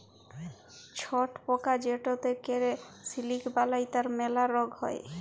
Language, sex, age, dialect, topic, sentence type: Bengali, female, 31-35, Jharkhandi, agriculture, statement